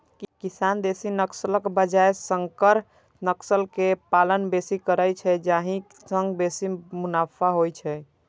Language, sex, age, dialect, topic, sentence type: Maithili, male, 25-30, Eastern / Thethi, agriculture, statement